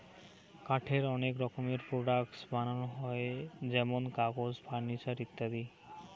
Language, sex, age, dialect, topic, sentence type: Bengali, male, 18-24, Rajbangshi, agriculture, statement